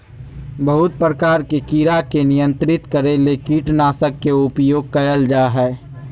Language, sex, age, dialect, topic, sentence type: Magahi, male, 18-24, Southern, agriculture, statement